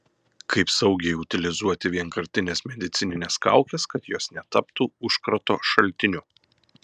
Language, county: Lithuanian, Kaunas